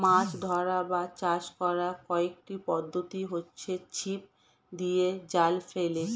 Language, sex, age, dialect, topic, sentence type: Bengali, female, 31-35, Standard Colloquial, agriculture, statement